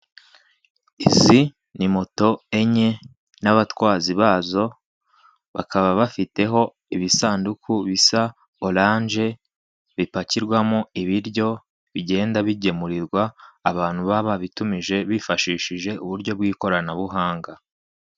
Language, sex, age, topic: Kinyarwanda, male, 18-24, finance